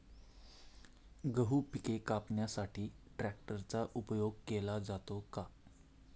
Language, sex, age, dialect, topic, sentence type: Marathi, male, 25-30, Standard Marathi, agriculture, question